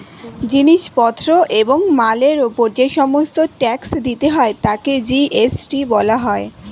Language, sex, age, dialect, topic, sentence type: Bengali, female, 18-24, Standard Colloquial, banking, statement